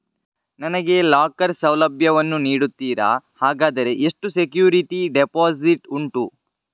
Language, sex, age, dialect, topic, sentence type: Kannada, male, 51-55, Coastal/Dakshin, banking, question